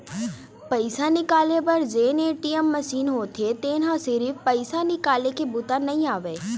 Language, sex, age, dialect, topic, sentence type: Chhattisgarhi, female, 41-45, Eastern, banking, statement